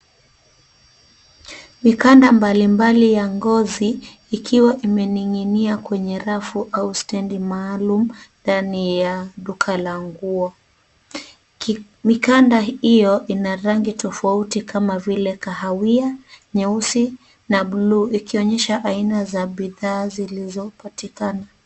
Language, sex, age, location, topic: Swahili, female, 36-49, Nairobi, finance